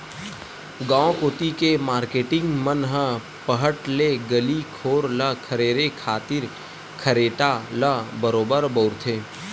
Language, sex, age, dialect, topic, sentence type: Chhattisgarhi, male, 18-24, Western/Budati/Khatahi, agriculture, statement